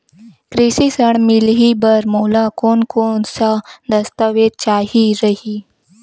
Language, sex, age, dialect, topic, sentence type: Chhattisgarhi, female, 18-24, Western/Budati/Khatahi, banking, question